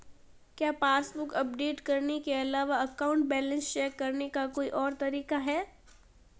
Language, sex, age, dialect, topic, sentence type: Hindi, female, 18-24, Marwari Dhudhari, banking, question